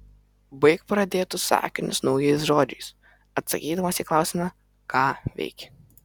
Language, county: Lithuanian, Vilnius